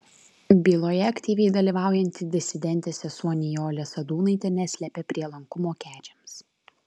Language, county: Lithuanian, Vilnius